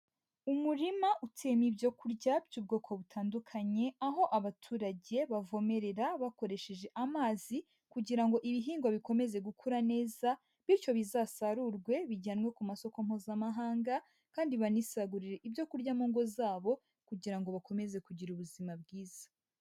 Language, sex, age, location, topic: Kinyarwanda, male, 18-24, Huye, agriculture